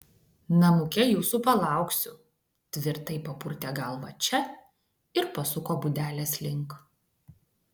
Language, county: Lithuanian, Klaipėda